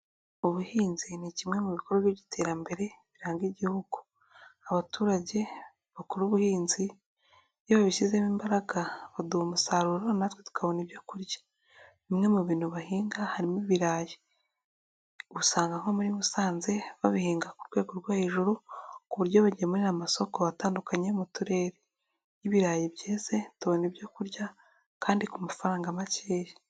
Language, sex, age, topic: Kinyarwanda, female, 18-24, agriculture